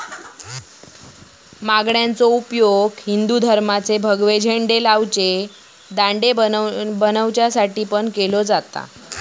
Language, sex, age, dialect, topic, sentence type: Marathi, female, 25-30, Southern Konkan, agriculture, statement